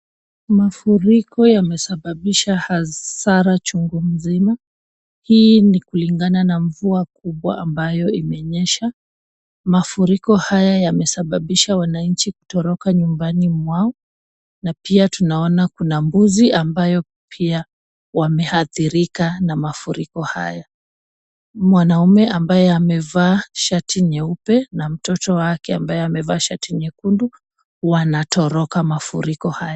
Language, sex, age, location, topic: Swahili, female, 25-35, Kisumu, health